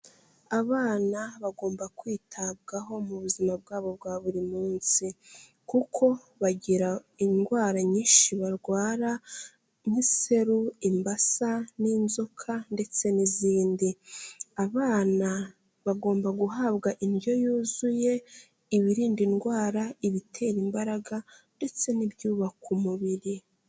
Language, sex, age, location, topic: Kinyarwanda, female, 18-24, Kigali, health